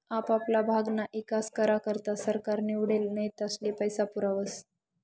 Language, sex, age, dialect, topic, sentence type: Marathi, female, 41-45, Northern Konkan, banking, statement